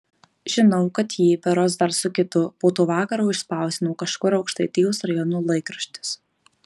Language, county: Lithuanian, Marijampolė